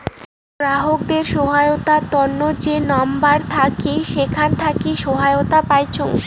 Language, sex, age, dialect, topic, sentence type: Bengali, female, <18, Rajbangshi, banking, statement